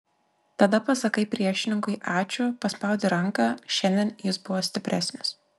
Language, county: Lithuanian, Klaipėda